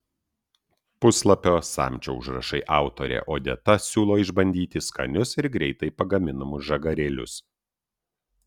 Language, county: Lithuanian, Utena